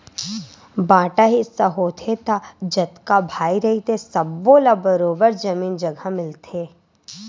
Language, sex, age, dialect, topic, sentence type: Chhattisgarhi, female, 18-24, Western/Budati/Khatahi, banking, statement